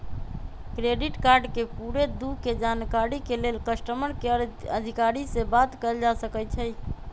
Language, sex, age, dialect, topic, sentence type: Magahi, female, 25-30, Western, banking, statement